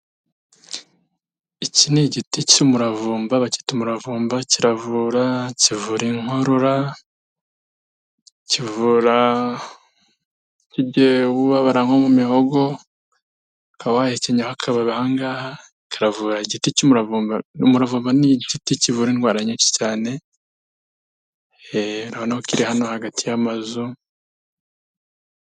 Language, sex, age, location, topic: Kinyarwanda, male, 25-35, Kigali, health